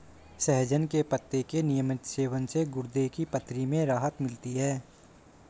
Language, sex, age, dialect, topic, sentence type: Hindi, male, 18-24, Hindustani Malvi Khadi Boli, agriculture, statement